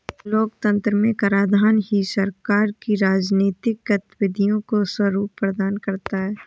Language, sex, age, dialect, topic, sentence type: Hindi, female, 18-24, Awadhi Bundeli, banking, statement